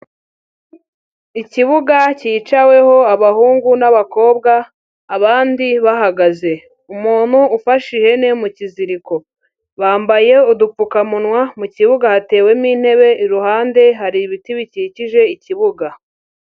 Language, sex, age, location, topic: Kinyarwanda, female, 18-24, Huye, education